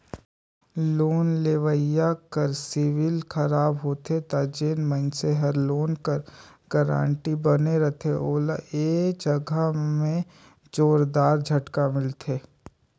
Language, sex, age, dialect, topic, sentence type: Chhattisgarhi, male, 18-24, Northern/Bhandar, banking, statement